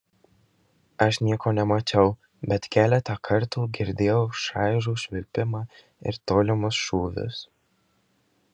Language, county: Lithuanian, Marijampolė